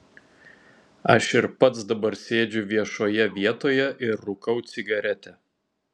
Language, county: Lithuanian, Telšiai